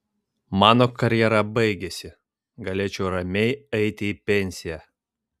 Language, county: Lithuanian, Vilnius